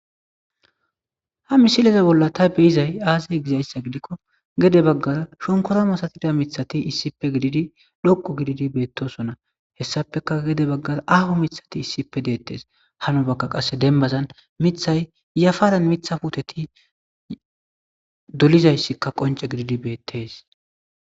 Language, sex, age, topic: Gamo, male, 18-24, agriculture